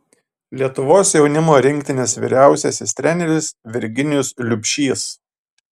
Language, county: Lithuanian, Panevėžys